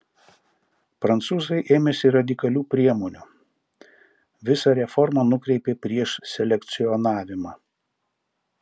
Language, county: Lithuanian, Šiauliai